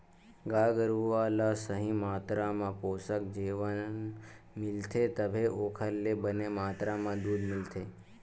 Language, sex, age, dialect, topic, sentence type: Chhattisgarhi, male, 18-24, Western/Budati/Khatahi, agriculture, statement